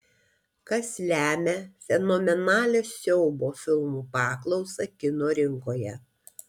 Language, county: Lithuanian, Kaunas